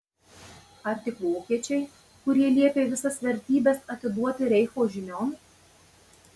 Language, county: Lithuanian, Marijampolė